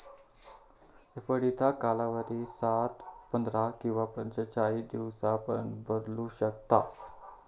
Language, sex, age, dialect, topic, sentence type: Marathi, male, 18-24, Southern Konkan, banking, statement